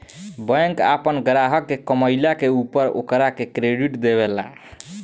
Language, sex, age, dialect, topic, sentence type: Bhojpuri, male, 18-24, Southern / Standard, banking, statement